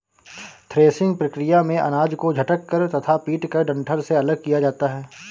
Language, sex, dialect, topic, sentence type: Hindi, male, Awadhi Bundeli, agriculture, statement